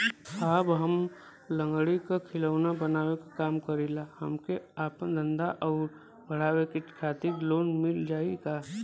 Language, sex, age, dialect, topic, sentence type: Bhojpuri, male, 25-30, Western, banking, question